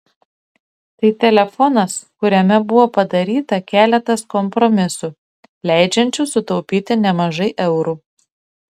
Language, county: Lithuanian, Šiauliai